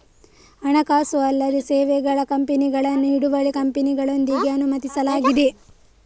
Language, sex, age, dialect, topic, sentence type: Kannada, female, 25-30, Coastal/Dakshin, banking, statement